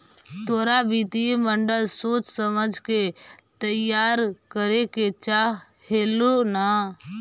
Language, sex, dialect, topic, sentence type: Magahi, female, Central/Standard, banking, statement